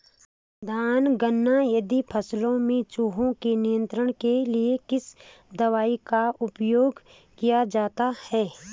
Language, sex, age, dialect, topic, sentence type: Hindi, female, 36-40, Garhwali, agriculture, question